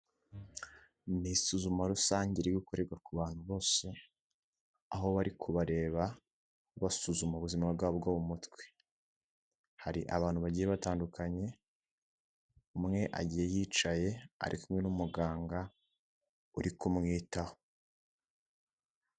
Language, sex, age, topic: Kinyarwanda, male, 18-24, health